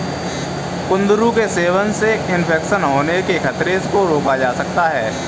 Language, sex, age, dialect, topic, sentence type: Hindi, male, 18-24, Kanauji Braj Bhasha, agriculture, statement